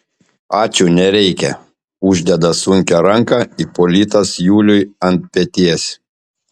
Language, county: Lithuanian, Panevėžys